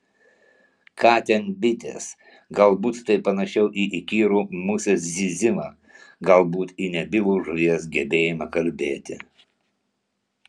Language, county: Lithuanian, Kaunas